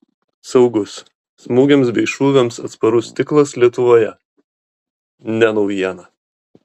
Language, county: Lithuanian, Kaunas